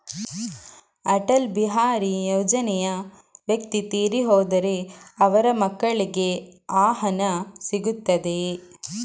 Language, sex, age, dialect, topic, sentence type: Kannada, female, 18-24, Coastal/Dakshin, banking, question